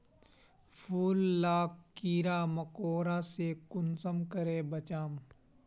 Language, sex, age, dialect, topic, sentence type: Magahi, male, 25-30, Northeastern/Surjapuri, agriculture, question